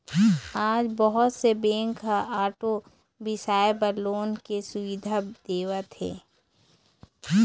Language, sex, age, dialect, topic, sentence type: Chhattisgarhi, female, 25-30, Eastern, banking, statement